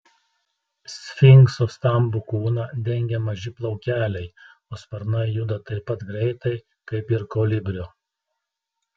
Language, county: Lithuanian, Telšiai